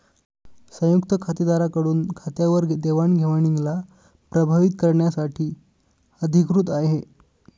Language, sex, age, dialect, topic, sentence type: Marathi, male, 25-30, Northern Konkan, banking, statement